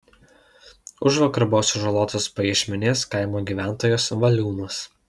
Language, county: Lithuanian, Alytus